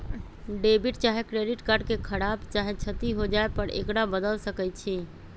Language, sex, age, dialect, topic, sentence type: Magahi, female, 25-30, Western, banking, statement